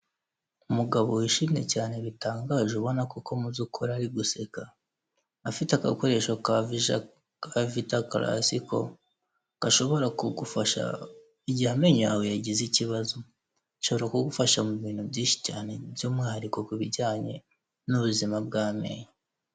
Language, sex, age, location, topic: Kinyarwanda, male, 18-24, Kigali, health